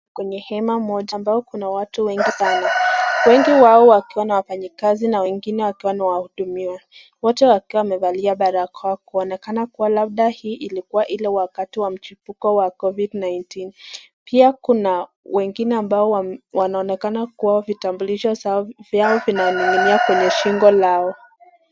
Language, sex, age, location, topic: Swahili, female, 25-35, Nakuru, government